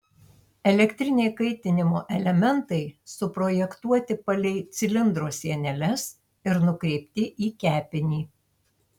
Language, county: Lithuanian, Tauragė